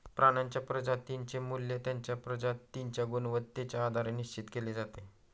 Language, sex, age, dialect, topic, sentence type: Marathi, male, 46-50, Standard Marathi, agriculture, statement